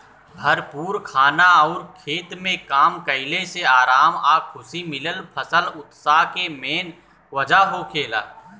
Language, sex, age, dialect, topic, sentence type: Bhojpuri, male, 31-35, Southern / Standard, agriculture, statement